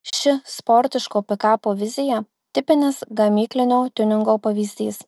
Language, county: Lithuanian, Marijampolė